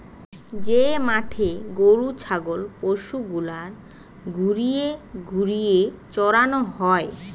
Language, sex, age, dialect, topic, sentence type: Bengali, female, 18-24, Western, agriculture, statement